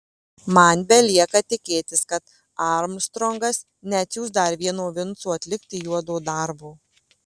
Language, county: Lithuanian, Marijampolė